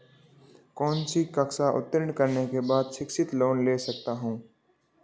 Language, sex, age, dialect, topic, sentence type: Hindi, male, 36-40, Marwari Dhudhari, banking, question